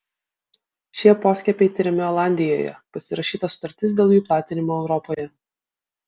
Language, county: Lithuanian, Vilnius